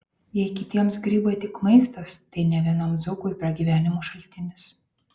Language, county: Lithuanian, Vilnius